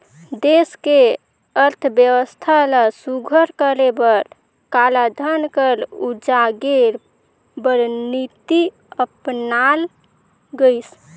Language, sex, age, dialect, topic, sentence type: Chhattisgarhi, female, 18-24, Northern/Bhandar, banking, statement